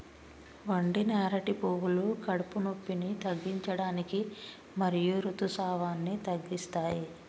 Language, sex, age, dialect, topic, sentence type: Telugu, male, 25-30, Telangana, agriculture, statement